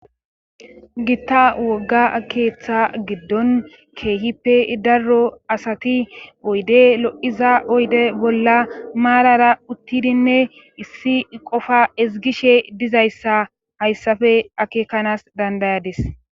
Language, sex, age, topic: Gamo, female, 18-24, government